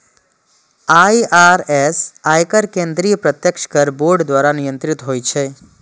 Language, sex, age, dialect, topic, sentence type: Maithili, male, 25-30, Eastern / Thethi, banking, statement